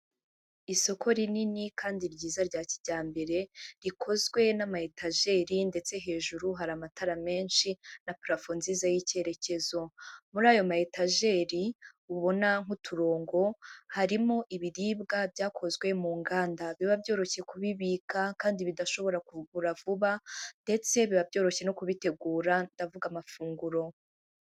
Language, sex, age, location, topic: Kinyarwanda, female, 18-24, Huye, finance